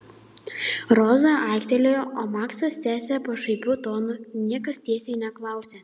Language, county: Lithuanian, Panevėžys